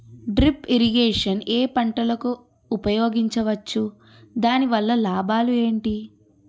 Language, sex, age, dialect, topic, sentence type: Telugu, female, 31-35, Utterandhra, agriculture, question